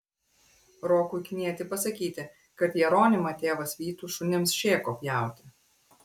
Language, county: Lithuanian, Klaipėda